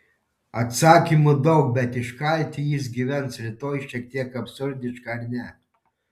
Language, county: Lithuanian, Panevėžys